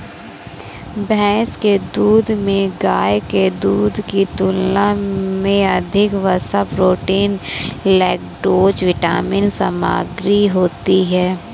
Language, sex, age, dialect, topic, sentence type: Hindi, female, 18-24, Awadhi Bundeli, agriculture, statement